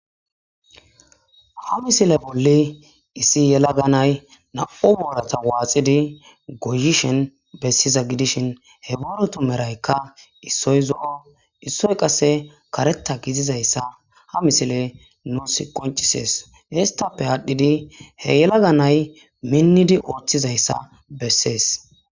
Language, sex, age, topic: Gamo, male, 18-24, agriculture